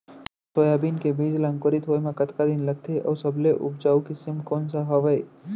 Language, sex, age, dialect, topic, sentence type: Chhattisgarhi, male, 25-30, Central, agriculture, question